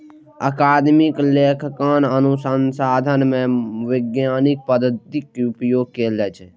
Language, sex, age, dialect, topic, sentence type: Maithili, male, 18-24, Eastern / Thethi, banking, statement